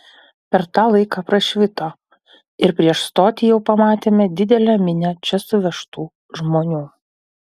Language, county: Lithuanian, Utena